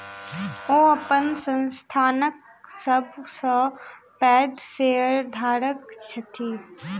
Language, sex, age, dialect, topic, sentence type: Maithili, female, 18-24, Southern/Standard, banking, statement